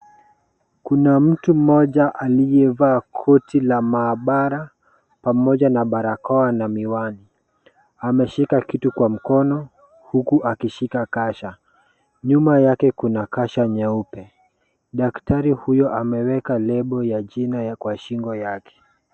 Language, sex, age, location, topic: Swahili, male, 18-24, Kisumu, health